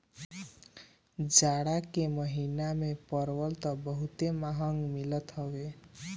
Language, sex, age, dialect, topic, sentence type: Bhojpuri, male, 18-24, Northern, agriculture, statement